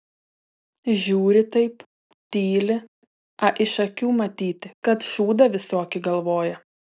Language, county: Lithuanian, Telšiai